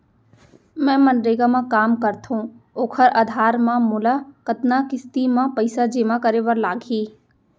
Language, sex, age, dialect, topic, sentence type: Chhattisgarhi, female, 25-30, Central, banking, question